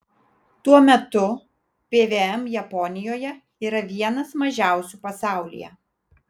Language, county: Lithuanian, Vilnius